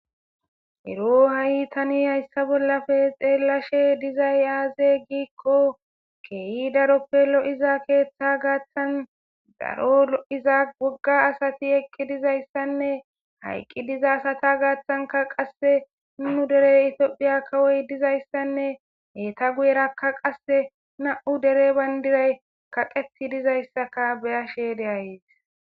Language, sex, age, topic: Gamo, female, 18-24, government